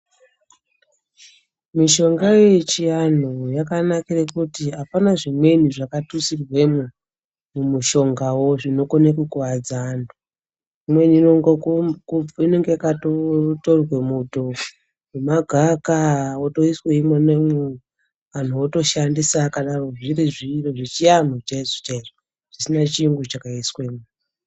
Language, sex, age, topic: Ndau, female, 36-49, health